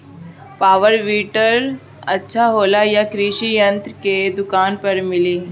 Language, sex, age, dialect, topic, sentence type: Bhojpuri, male, 31-35, Northern, agriculture, question